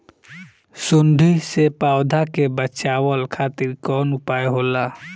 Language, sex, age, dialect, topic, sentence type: Bhojpuri, male, 18-24, Southern / Standard, agriculture, question